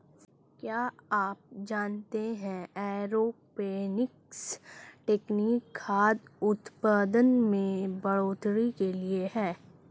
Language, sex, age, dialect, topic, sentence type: Hindi, female, 18-24, Hindustani Malvi Khadi Boli, agriculture, statement